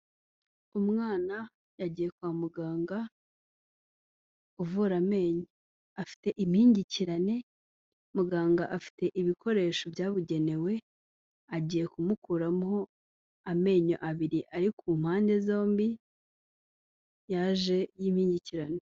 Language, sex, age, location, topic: Kinyarwanda, female, 18-24, Kigali, health